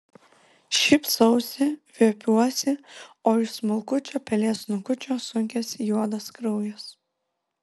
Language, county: Lithuanian, Vilnius